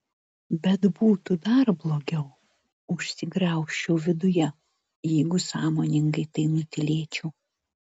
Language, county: Lithuanian, Vilnius